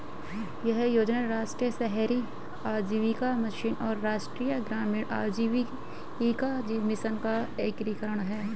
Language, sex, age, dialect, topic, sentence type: Hindi, female, 25-30, Hindustani Malvi Khadi Boli, banking, statement